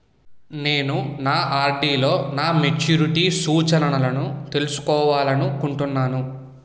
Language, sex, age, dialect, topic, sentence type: Telugu, male, 18-24, Utterandhra, banking, statement